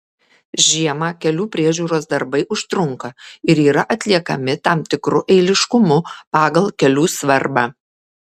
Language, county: Lithuanian, Kaunas